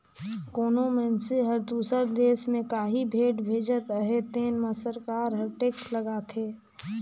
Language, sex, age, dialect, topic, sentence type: Chhattisgarhi, female, 18-24, Northern/Bhandar, banking, statement